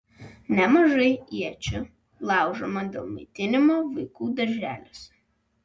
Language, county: Lithuanian, Vilnius